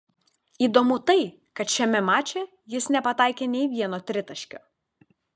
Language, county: Lithuanian, Vilnius